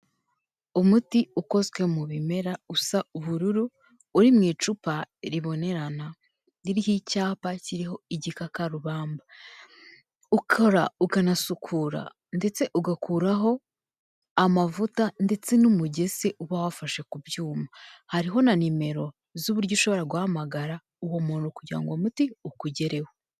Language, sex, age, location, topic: Kinyarwanda, female, 25-35, Kigali, health